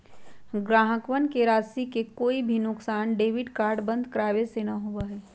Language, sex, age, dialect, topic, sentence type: Magahi, female, 31-35, Western, banking, statement